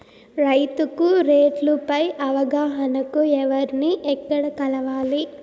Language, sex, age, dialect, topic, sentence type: Telugu, female, 18-24, Southern, agriculture, question